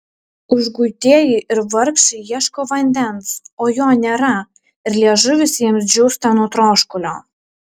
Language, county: Lithuanian, Šiauliai